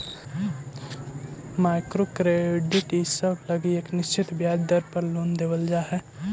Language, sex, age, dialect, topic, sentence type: Magahi, male, 18-24, Central/Standard, banking, statement